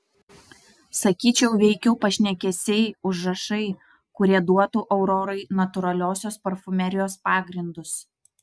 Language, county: Lithuanian, Utena